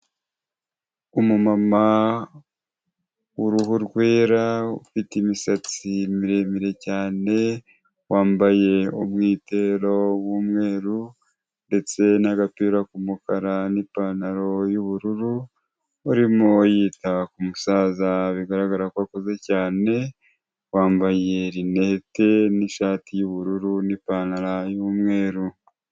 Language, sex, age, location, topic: Kinyarwanda, male, 25-35, Huye, health